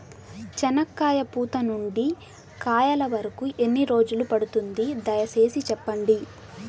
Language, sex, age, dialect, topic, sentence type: Telugu, female, 18-24, Southern, agriculture, question